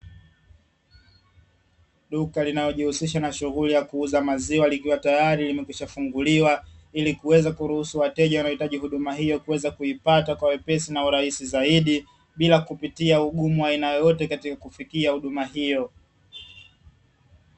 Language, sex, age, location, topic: Swahili, male, 25-35, Dar es Salaam, finance